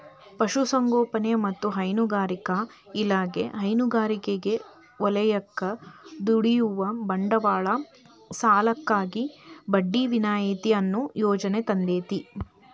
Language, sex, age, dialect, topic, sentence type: Kannada, female, 31-35, Dharwad Kannada, agriculture, statement